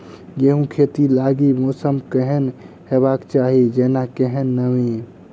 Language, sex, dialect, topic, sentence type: Maithili, male, Southern/Standard, agriculture, question